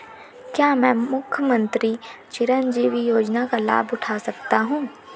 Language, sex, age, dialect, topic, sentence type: Hindi, female, 18-24, Marwari Dhudhari, banking, question